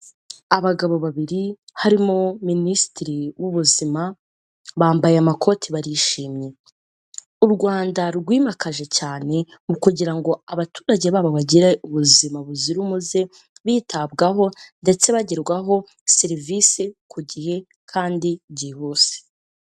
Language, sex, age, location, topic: Kinyarwanda, female, 18-24, Kigali, health